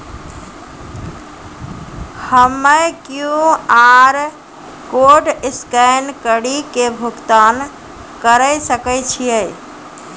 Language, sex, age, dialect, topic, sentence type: Maithili, female, 41-45, Angika, banking, question